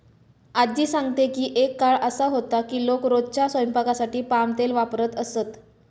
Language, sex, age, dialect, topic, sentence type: Marathi, female, 18-24, Standard Marathi, agriculture, statement